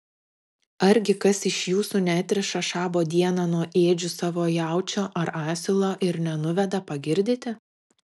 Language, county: Lithuanian, Klaipėda